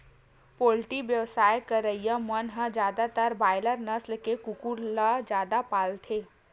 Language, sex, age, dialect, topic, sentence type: Chhattisgarhi, female, 18-24, Western/Budati/Khatahi, agriculture, statement